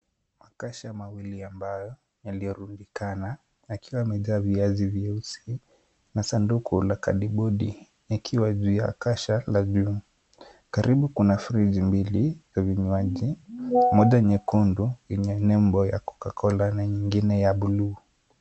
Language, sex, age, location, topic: Swahili, male, 18-24, Kisumu, finance